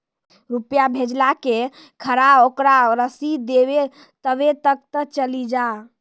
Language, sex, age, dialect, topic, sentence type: Maithili, female, 18-24, Angika, banking, question